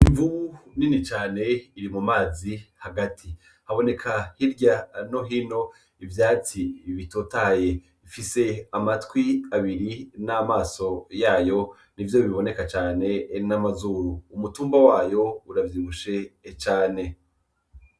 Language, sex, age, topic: Rundi, male, 25-35, agriculture